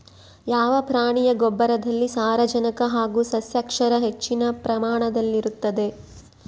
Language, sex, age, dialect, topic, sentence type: Kannada, female, 25-30, Central, agriculture, question